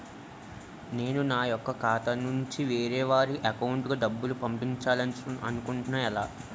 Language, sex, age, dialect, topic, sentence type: Telugu, male, 18-24, Utterandhra, banking, question